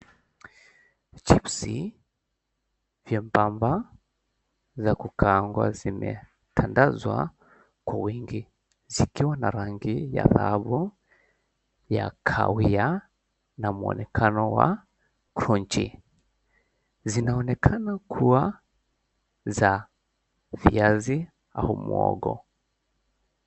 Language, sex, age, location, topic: Swahili, male, 18-24, Mombasa, agriculture